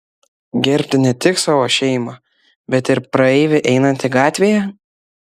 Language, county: Lithuanian, Kaunas